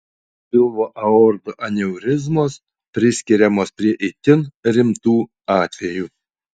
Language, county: Lithuanian, Utena